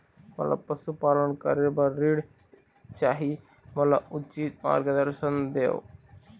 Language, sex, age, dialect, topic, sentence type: Chhattisgarhi, male, 25-30, Eastern, banking, question